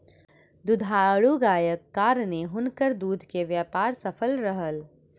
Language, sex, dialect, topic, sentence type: Maithili, female, Southern/Standard, agriculture, statement